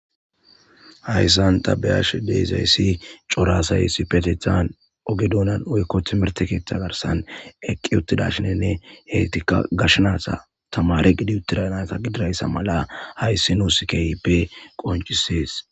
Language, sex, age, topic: Gamo, male, 18-24, government